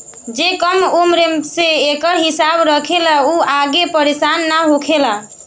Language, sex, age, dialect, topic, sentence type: Bhojpuri, female, <18, Southern / Standard, banking, statement